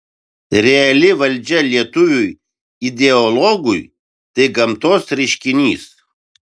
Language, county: Lithuanian, Vilnius